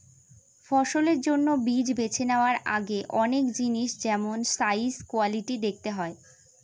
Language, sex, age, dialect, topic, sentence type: Bengali, female, 18-24, Northern/Varendri, agriculture, statement